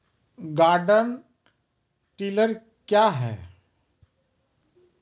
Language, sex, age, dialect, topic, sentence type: Maithili, male, 36-40, Angika, agriculture, question